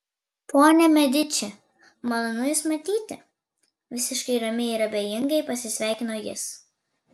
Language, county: Lithuanian, Vilnius